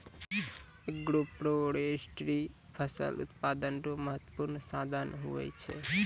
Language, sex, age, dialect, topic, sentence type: Maithili, male, 18-24, Angika, agriculture, statement